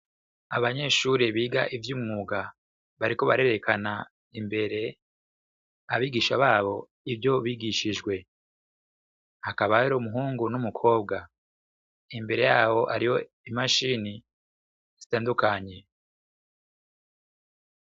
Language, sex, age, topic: Rundi, male, 25-35, education